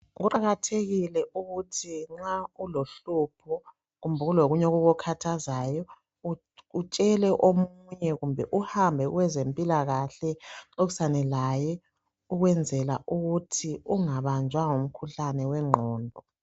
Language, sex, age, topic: North Ndebele, male, 25-35, health